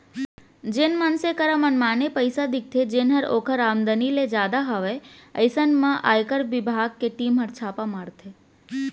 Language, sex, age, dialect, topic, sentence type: Chhattisgarhi, female, 18-24, Central, banking, statement